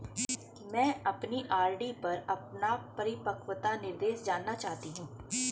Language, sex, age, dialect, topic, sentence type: Hindi, female, 41-45, Hindustani Malvi Khadi Boli, banking, statement